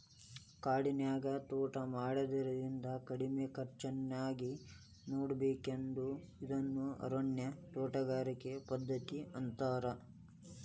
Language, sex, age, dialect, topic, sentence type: Kannada, male, 18-24, Dharwad Kannada, agriculture, statement